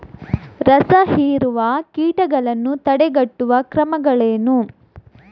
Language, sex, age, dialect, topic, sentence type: Kannada, female, 46-50, Coastal/Dakshin, agriculture, question